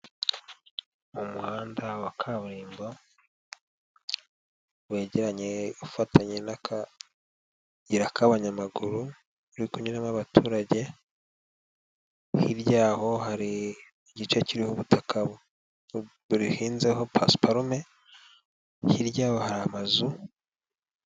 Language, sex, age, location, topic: Kinyarwanda, male, 18-24, Nyagatare, government